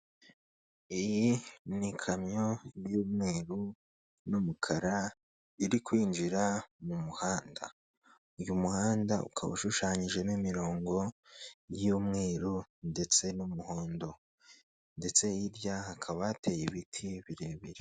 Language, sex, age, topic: Kinyarwanda, male, 25-35, government